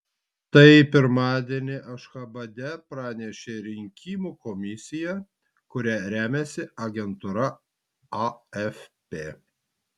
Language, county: Lithuanian, Vilnius